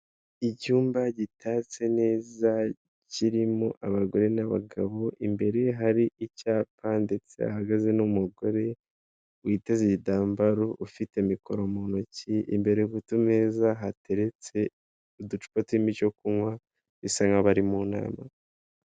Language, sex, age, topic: Kinyarwanda, male, 18-24, government